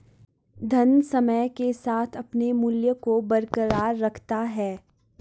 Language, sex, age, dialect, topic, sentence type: Hindi, female, 41-45, Garhwali, banking, statement